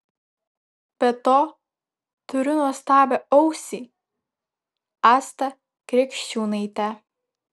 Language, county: Lithuanian, Vilnius